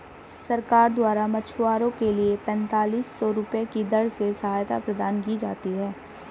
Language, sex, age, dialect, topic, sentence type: Hindi, male, 25-30, Hindustani Malvi Khadi Boli, agriculture, statement